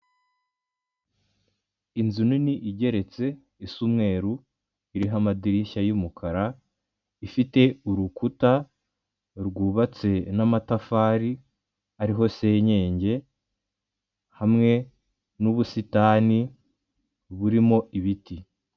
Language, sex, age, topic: Kinyarwanda, male, 25-35, government